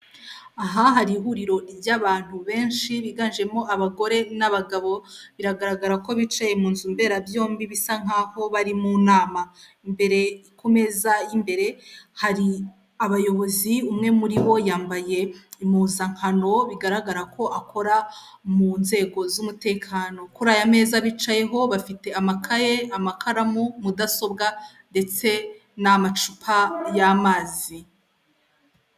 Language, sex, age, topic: Kinyarwanda, female, 18-24, government